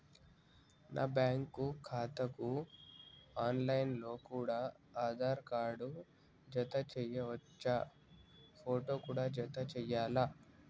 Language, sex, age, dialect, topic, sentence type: Telugu, male, 56-60, Telangana, banking, question